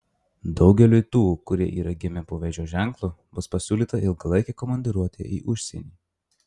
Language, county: Lithuanian, Marijampolė